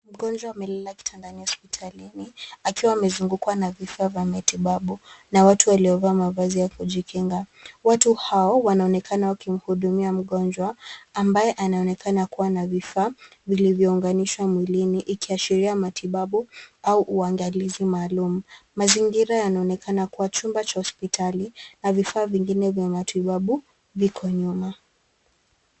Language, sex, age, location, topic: Swahili, female, 25-35, Nairobi, health